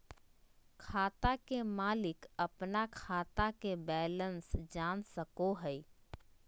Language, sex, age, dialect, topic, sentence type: Magahi, female, 25-30, Southern, banking, statement